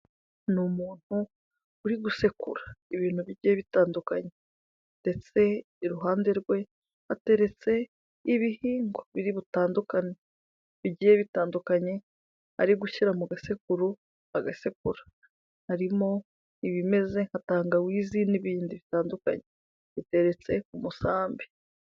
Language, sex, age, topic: Kinyarwanda, female, 25-35, health